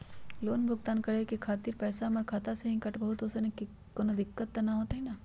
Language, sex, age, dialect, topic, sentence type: Magahi, female, 31-35, Western, banking, question